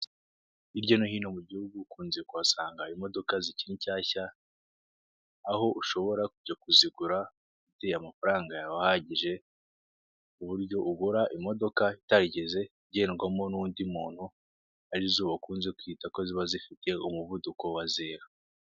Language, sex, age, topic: Kinyarwanda, male, 25-35, finance